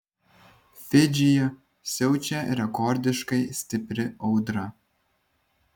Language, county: Lithuanian, Vilnius